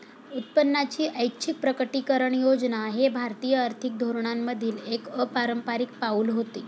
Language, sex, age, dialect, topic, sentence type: Marathi, female, 46-50, Standard Marathi, banking, statement